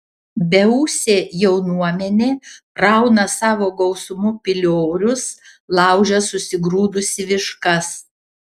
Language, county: Lithuanian, Panevėžys